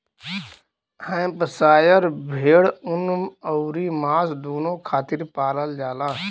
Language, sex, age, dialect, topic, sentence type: Bhojpuri, male, 25-30, Western, agriculture, statement